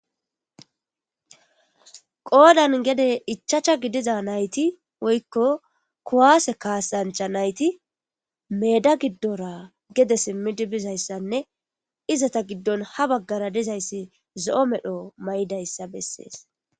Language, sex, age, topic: Gamo, female, 18-24, government